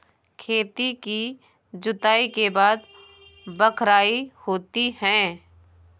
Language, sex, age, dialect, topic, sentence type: Hindi, female, 18-24, Awadhi Bundeli, agriculture, question